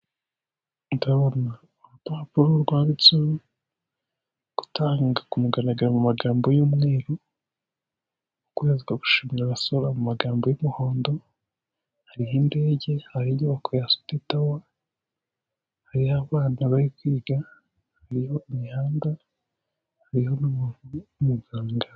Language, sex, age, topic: Kinyarwanda, male, 18-24, government